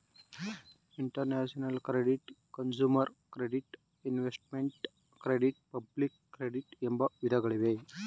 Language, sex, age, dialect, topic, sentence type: Kannada, male, 36-40, Mysore Kannada, banking, statement